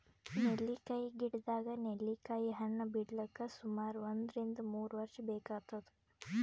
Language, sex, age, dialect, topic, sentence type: Kannada, female, 18-24, Northeastern, agriculture, statement